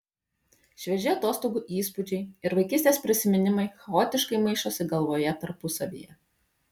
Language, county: Lithuanian, Panevėžys